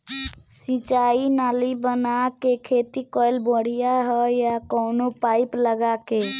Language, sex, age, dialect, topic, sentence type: Bhojpuri, male, 25-30, Northern, agriculture, question